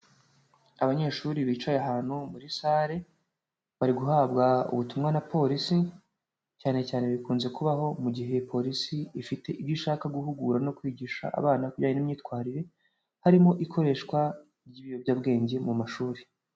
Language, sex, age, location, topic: Kinyarwanda, male, 18-24, Huye, education